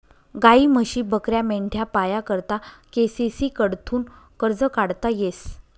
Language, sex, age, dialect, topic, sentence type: Marathi, female, 25-30, Northern Konkan, agriculture, statement